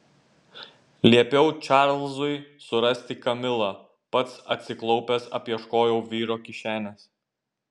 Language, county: Lithuanian, Šiauliai